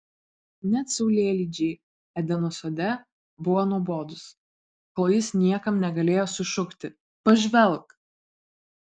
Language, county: Lithuanian, Vilnius